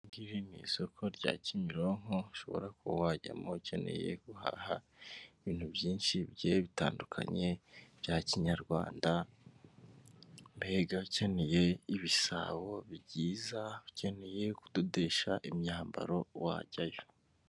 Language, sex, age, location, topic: Kinyarwanda, male, 25-35, Kigali, finance